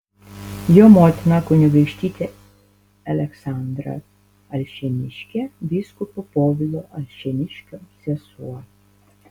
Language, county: Lithuanian, Panevėžys